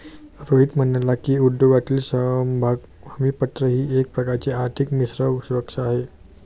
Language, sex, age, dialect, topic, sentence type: Marathi, male, 18-24, Standard Marathi, banking, statement